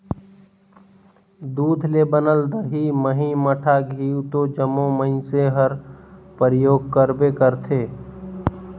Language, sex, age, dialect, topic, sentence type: Chhattisgarhi, male, 18-24, Northern/Bhandar, agriculture, statement